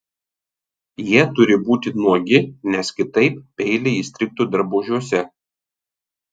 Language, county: Lithuanian, Tauragė